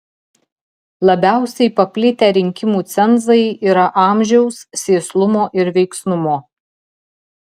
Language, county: Lithuanian, Telšiai